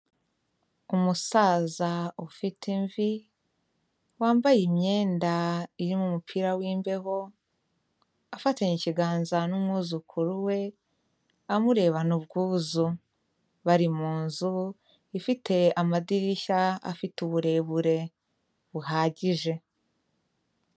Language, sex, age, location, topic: Kinyarwanda, female, 25-35, Kigali, health